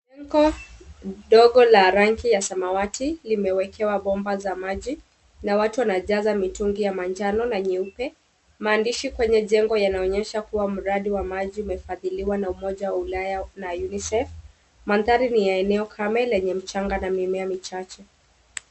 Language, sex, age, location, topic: Swahili, female, 25-35, Kisumu, health